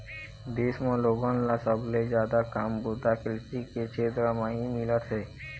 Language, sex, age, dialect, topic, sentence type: Chhattisgarhi, male, 18-24, Eastern, agriculture, statement